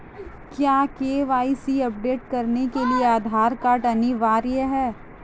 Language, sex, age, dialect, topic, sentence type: Hindi, female, 18-24, Marwari Dhudhari, banking, question